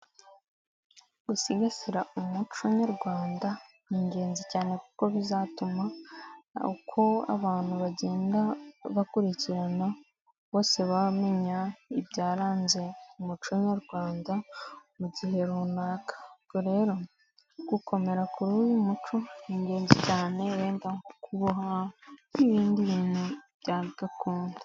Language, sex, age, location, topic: Kinyarwanda, female, 18-24, Nyagatare, government